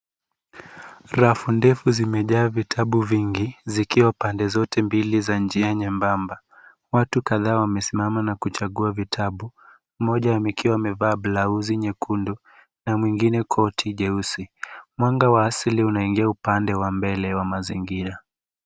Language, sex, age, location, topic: Swahili, male, 25-35, Nairobi, education